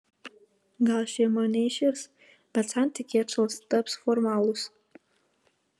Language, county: Lithuanian, Kaunas